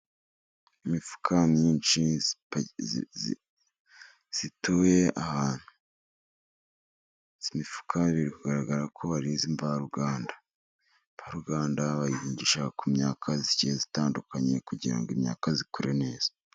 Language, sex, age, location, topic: Kinyarwanda, male, 50+, Musanze, agriculture